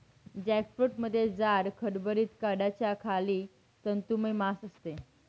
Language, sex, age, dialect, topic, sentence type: Marathi, female, 18-24, Northern Konkan, agriculture, statement